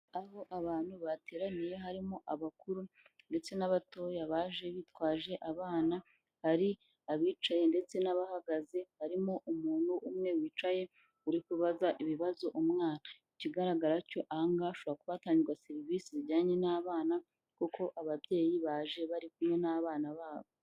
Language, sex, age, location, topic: Kinyarwanda, female, 18-24, Kigali, health